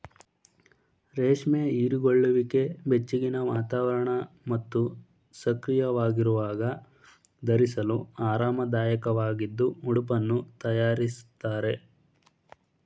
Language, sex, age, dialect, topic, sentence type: Kannada, male, 18-24, Mysore Kannada, agriculture, statement